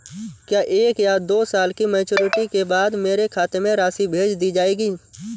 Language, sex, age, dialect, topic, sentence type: Hindi, male, 18-24, Awadhi Bundeli, banking, question